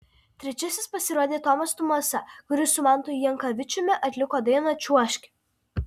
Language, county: Lithuanian, Alytus